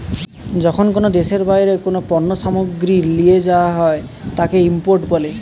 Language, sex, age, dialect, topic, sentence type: Bengali, male, 18-24, Western, banking, statement